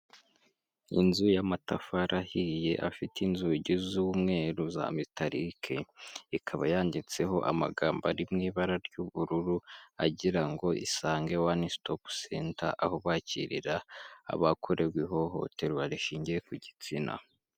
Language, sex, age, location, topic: Kinyarwanda, male, 18-24, Huye, health